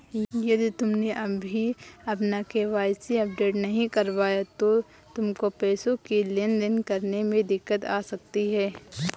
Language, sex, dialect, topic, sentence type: Hindi, female, Kanauji Braj Bhasha, banking, statement